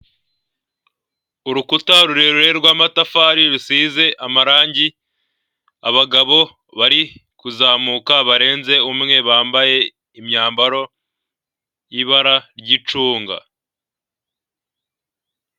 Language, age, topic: Kinyarwanda, 18-24, government